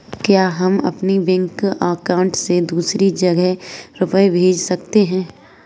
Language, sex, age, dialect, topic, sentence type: Hindi, female, 25-30, Kanauji Braj Bhasha, banking, question